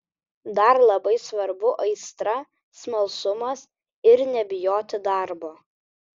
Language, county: Lithuanian, Vilnius